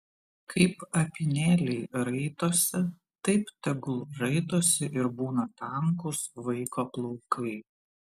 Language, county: Lithuanian, Vilnius